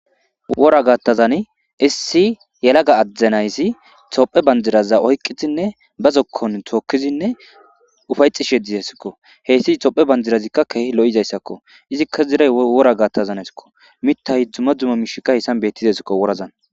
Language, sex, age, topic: Gamo, male, 18-24, government